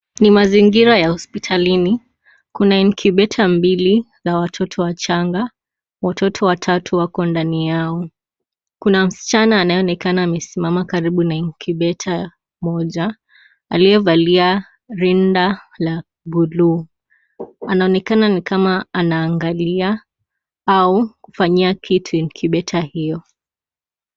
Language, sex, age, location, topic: Swahili, female, 18-24, Kisii, health